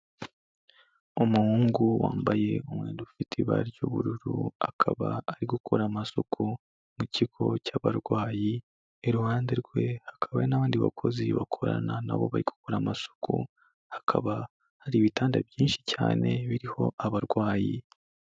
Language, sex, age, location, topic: Kinyarwanda, male, 25-35, Kigali, health